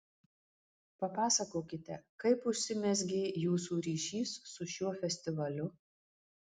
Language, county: Lithuanian, Marijampolė